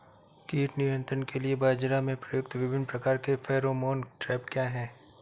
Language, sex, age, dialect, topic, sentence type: Hindi, female, 31-35, Awadhi Bundeli, agriculture, question